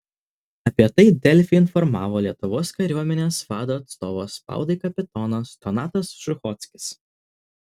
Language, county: Lithuanian, Vilnius